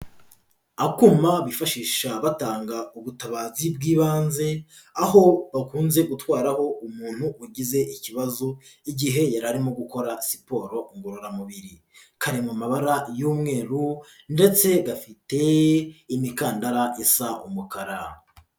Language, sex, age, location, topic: Kinyarwanda, female, 25-35, Huye, health